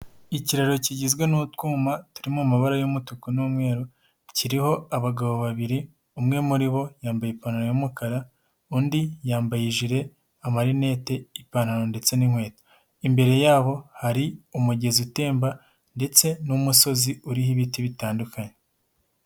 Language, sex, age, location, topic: Kinyarwanda, male, 18-24, Nyagatare, agriculture